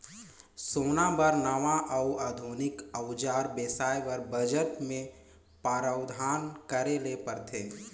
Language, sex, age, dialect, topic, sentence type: Chhattisgarhi, male, 18-24, Northern/Bhandar, banking, statement